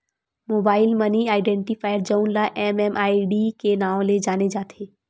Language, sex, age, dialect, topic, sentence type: Chhattisgarhi, female, 18-24, Western/Budati/Khatahi, banking, statement